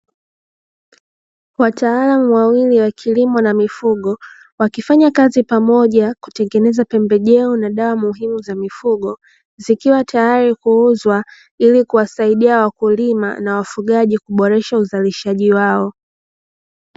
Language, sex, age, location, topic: Swahili, female, 25-35, Dar es Salaam, agriculture